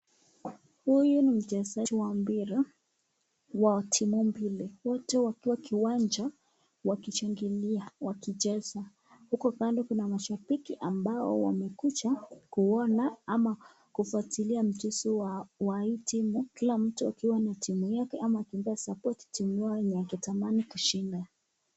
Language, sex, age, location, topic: Swahili, male, 25-35, Nakuru, government